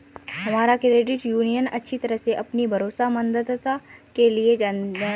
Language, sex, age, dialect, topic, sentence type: Hindi, female, 18-24, Awadhi Bundeli, banking, statement